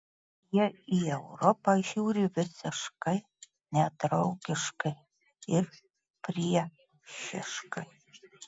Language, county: Lithuanian, Marijampolė